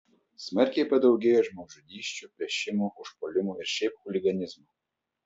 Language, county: Lithuanian, Telšiai